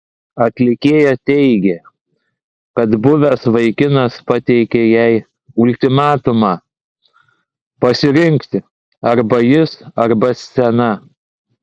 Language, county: Lithuanian, Klaipėda